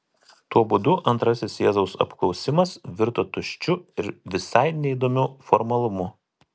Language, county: Lithuanian, Telšiai